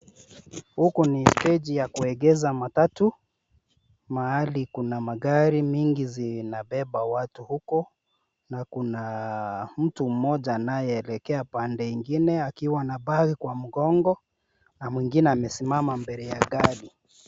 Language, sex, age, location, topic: Swahili, male, 36-49, Nairobi, government